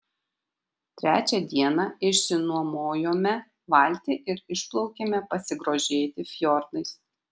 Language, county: Lithuanian, Kaunas